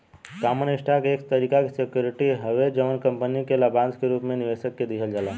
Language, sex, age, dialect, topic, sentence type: Bhojpuri, male, 18-24, Southern / Standard, banking, statement